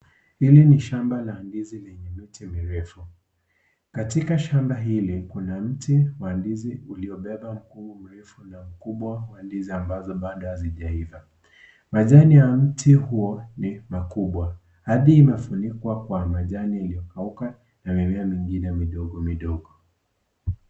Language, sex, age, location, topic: Swahili, male, 18-24, Kisii, agriculture